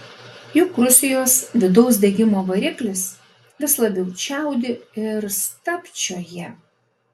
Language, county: Lithuanian, Alytus